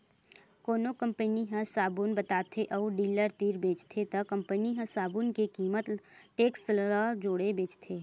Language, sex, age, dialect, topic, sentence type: Chhattisgarhi, female, 18-24, Western/Budati/Khatahi, banking, statement